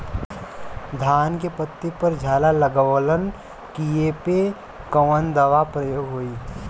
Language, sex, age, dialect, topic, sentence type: Bhojpuri, male, 18-24, Western, agriculture, question